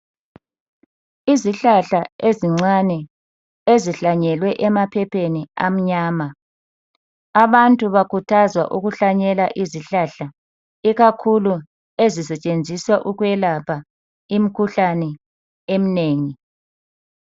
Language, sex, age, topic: North Ndebele, female, 36-49, health